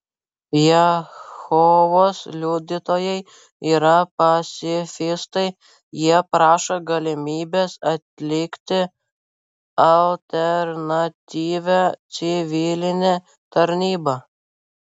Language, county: Lithuanian, Vilnius